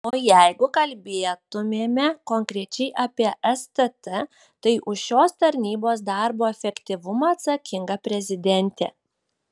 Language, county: Lithuanian, Šiauliai